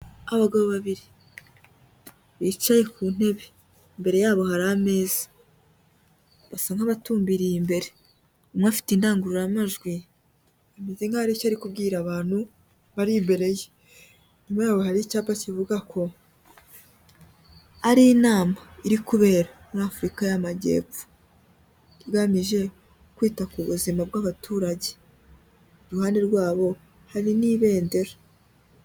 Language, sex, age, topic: Kinyarwanda, female, 18-24, health